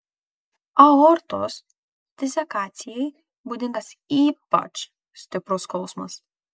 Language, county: Lithuanian, Kaunas